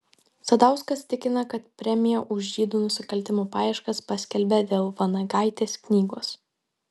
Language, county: Lithuanian, Vilnius